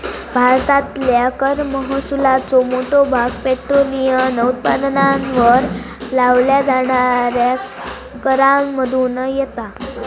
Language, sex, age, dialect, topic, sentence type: Marathi, female, 18-24, Southern Konkan, banking, statement